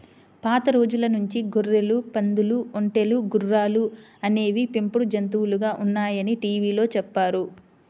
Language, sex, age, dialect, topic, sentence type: Telugu, female, 25-30, Central/Coastal, agriculture, statement